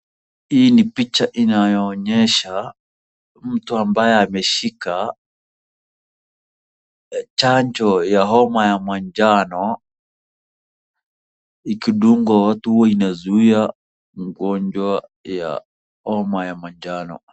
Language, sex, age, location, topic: Swahili, male, 25-35, Wajir, health